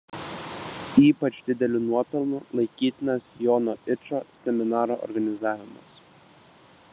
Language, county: Lithuanian, Vilnius